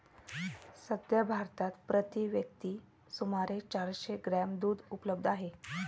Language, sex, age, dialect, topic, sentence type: Marathi, male, 36-40, Standard Marathi, agriculture, statement